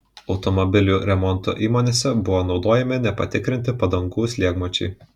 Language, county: Lithuanian, Kaunas